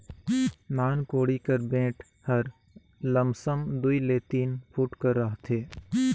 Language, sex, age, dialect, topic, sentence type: Chhattisgarhi, male, 18-24, Northern/Bhandar, agriculture, statement